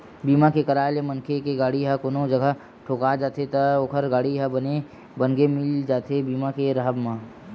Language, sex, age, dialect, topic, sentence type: Chhattisgarhi, male, 60-100, Western/Budati/Khatahi, banking, statement